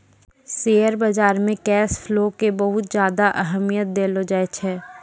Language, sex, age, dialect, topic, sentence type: Maithili, female, 18-24, Angika, banking, statement